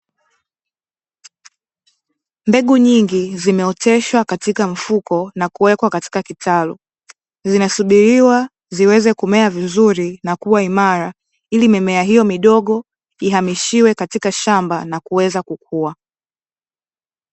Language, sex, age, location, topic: Swahili, female, 18-24, Dar es Salaam, agriculture